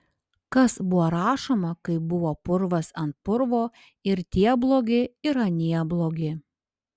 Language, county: Lithuanian, Panevėžys